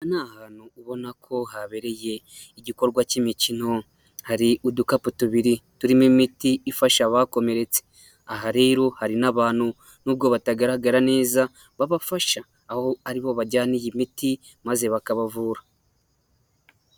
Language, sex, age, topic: Kinyarwanda, male, 25-35, health